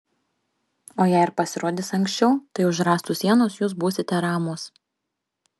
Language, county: Lithuanian, Panevėžys